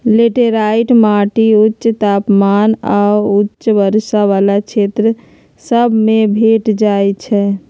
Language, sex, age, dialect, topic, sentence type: Magahi, female, 31-35, Western, agriculture, statement